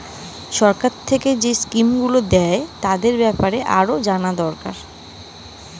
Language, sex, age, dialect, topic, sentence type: Bengali, female, 25-30, Western, banking, statement